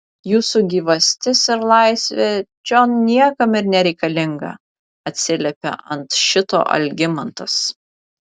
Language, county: Lithuanian, Vilnius